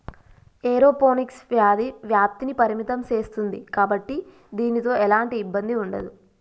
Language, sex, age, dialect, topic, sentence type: Telugu, female, 25-30, Telangana, agriculture, statement